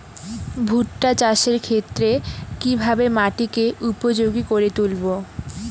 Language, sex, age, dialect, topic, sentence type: Bengali, female, 18-24, Rajbangshi, agriculture, question